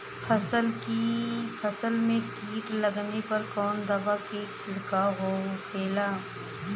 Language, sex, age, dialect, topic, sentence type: Bhojpuri, female, 31-35, Western, agriculture, question